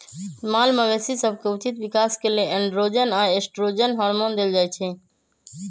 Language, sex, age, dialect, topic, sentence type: Magahi, male, 25-30, Western, agriculture, statement